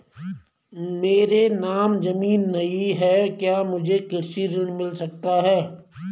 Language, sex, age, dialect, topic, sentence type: Hindi, male, 41-45, Garhwali, banking, question